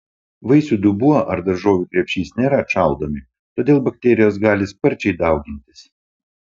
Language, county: Lithuanian, Panevėžys